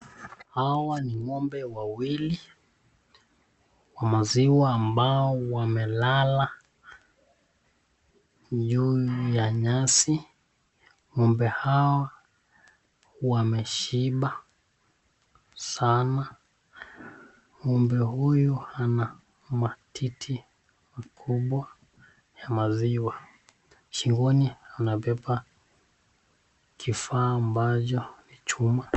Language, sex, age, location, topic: Swahili, male, 25-35, Nakuru, agriculture